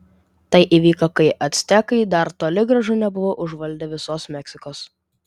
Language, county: Lithuanian, Vilnius